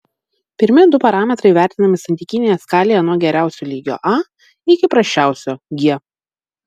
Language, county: Lithuanian, Vilnius